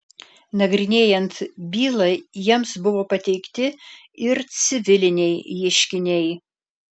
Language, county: Lithuanian, Alytus